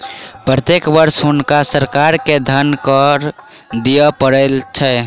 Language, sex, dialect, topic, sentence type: Maithili, male, Southern/Standard, banking, statement